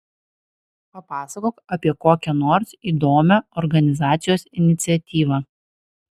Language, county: Lithuanian, Alytus